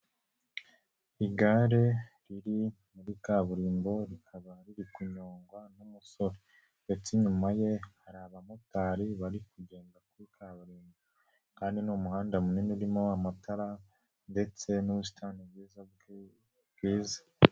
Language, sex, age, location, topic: Kinyarwanda, male, 18-24, Nyagatare, finance